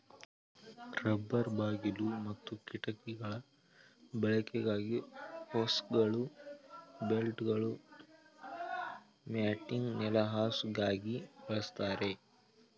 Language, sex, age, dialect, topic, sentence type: Kannada, male, 18-24, Mysore Kannada, agriculture, statement